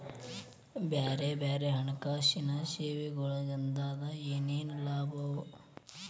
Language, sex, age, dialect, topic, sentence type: Kannada, male, 18-24, Dharwad Kannada, banking, statement